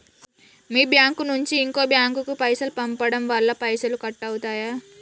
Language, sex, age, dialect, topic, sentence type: Telugu, female, 36-40, Telangana, banking, question